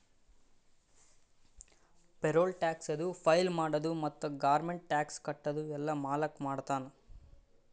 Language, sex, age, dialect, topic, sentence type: Kannada, male, 18-24, Northeastern, banking, statement